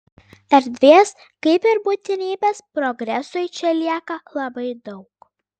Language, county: Lithuanian, Klaipėda